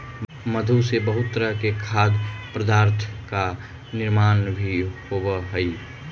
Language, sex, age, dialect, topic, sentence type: Magahi, male, 18-24, Central/Standard, agriculture, statement